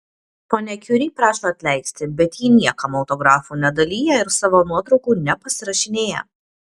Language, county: Lithuanian, Kaunas